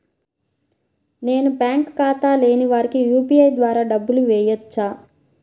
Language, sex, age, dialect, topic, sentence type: Telugu, female, 60-100, Central/Coastal, banking, question